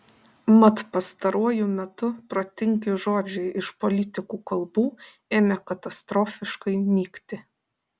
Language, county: Lithuanian, Panevėžys